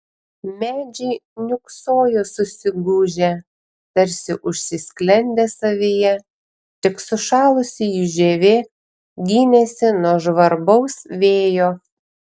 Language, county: Lithuanian, Panevėžys